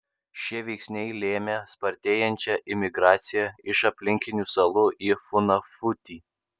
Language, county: Lithuanian, Kaunas